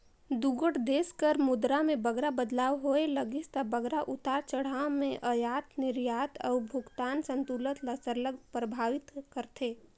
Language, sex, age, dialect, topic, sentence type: Chhattisgarhi, female, 18-24, Northern/Bhandar, banking, statement